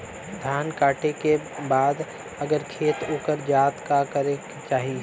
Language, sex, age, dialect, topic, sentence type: Bhojpuri, male, 18-24, Western, agriculture, question